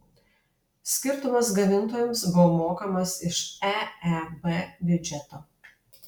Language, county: Lithuanian, Alytus